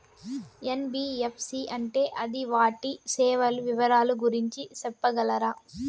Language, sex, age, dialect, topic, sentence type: Telugu, female, 18-24, Southern, banking, question